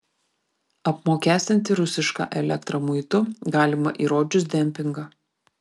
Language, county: Lithuanian, Vilnius